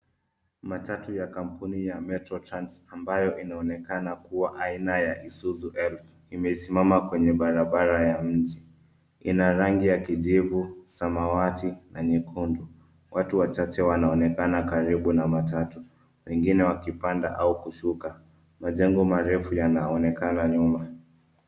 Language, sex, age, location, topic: Swahili, male, 25-35, Nairobi, government